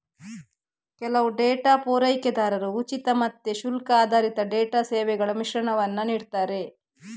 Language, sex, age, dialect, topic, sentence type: Kannada, female, 25-30, Coastal/Dakshin, banking, statement